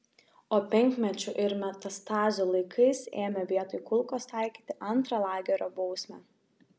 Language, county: Lithuanian, Šiauliai